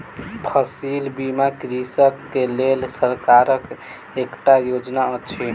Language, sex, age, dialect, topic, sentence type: Maithili, male, 18-24, Southern/Standard, banking, statement